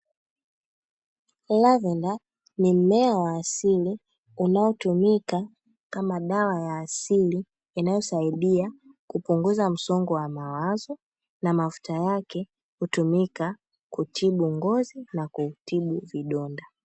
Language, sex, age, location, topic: Swahili, female, 18-24, Dar es Salaam, health